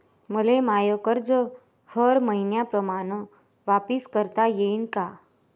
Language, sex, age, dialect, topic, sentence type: Marathi, female, 18-24, Varhadi, banking, question